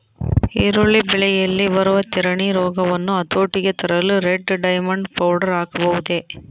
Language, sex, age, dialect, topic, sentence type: Kannada, female, 31-35, Central, agriculture, question